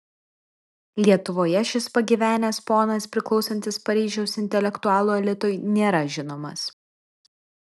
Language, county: Lithuanian, Vilnius